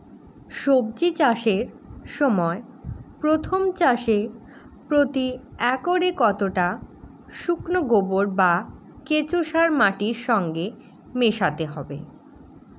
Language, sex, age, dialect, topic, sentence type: Bengali, female, 18-24, Rajbangshi, agriculture, question